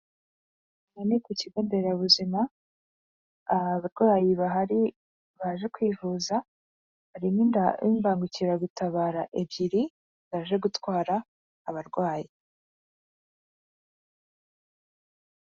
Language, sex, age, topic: Kinyarwanda, female, 25-35, government